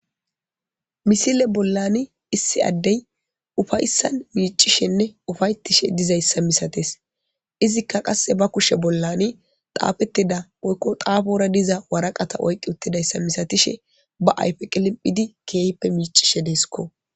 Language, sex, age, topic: Gamo, female, 18-24, government